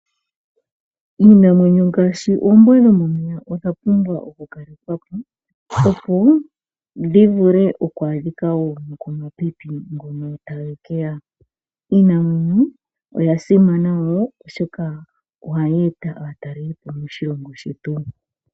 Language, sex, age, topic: Oshiwambo, male, 25-35, agriculture